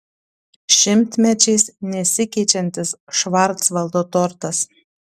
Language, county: Lithuanian, Panevėžys